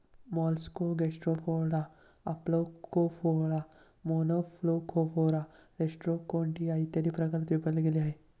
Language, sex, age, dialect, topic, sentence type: Marathi, male, 18-24, Standard Marathi, agriculture, statement